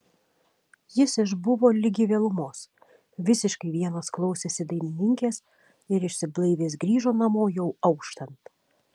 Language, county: Lithuanian, Šiauliai